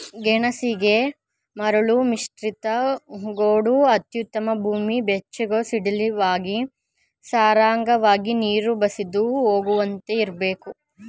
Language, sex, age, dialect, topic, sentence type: Kannada, male, 25-30, Mysore Kannada, agriculture, statement